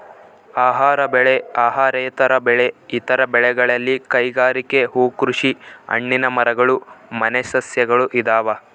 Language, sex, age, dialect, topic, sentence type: Kannada, male, 18-24, Central, agriculture, statement